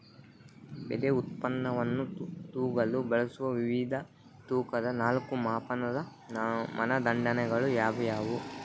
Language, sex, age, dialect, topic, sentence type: Kannada, male, 25-30, Central, agriculture, question